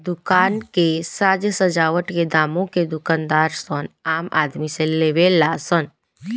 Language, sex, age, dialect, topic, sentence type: Bhojpuri, female, 18-24, Southern / Standard, agriculture, statement